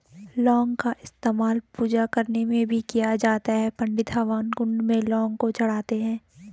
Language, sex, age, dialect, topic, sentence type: Hindi, female, 18-24, Garhwali, agriculture, statement